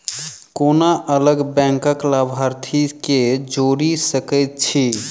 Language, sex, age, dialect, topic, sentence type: Maithili, male, 31-35, Southern/Standard, banking, question